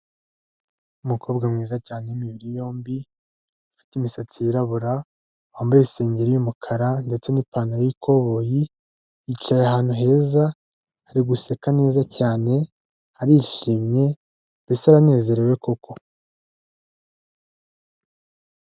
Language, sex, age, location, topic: Kinyarwanda, male, 25-35, Kigali, health